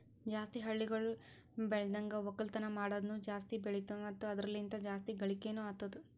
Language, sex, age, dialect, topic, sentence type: Kannada, female, 18-24, Northeastern, agriculture, statement